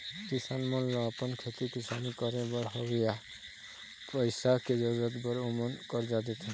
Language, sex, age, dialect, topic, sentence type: Chhattisgarhi, male, 25-30, Eastern, banking, statement